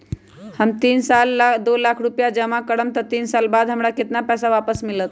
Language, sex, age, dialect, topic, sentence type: Magahi, male, 18-24, Western, banking, question